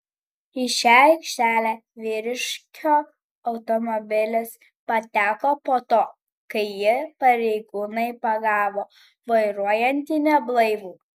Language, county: Lithuanian, Kaunas